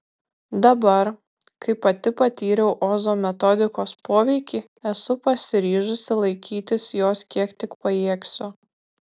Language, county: Lithuanian, Kaunas